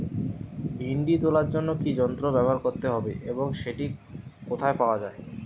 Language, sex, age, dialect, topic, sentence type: Bengali, male, 18-24, Western, agriculture, question